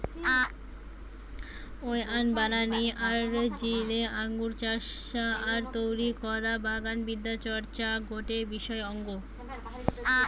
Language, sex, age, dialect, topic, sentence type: Bengali, female, 18-24, Western, agriculture, statement